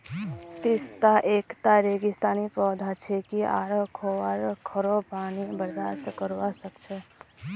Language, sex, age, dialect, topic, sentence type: Magahi, female, 18-24, Northeastern/Surjapuri, agriculture, statement